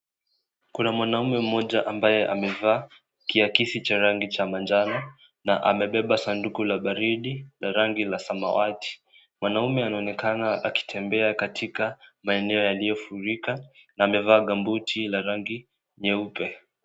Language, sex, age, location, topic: Swahili, male, 18-24, Kisii, health